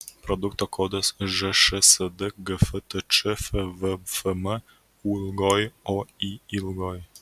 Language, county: Lithuanian, Kaunas